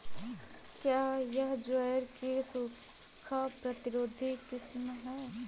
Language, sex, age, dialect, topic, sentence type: Hindi, female, 18-24, Marwari Dhudhari, agriculture, question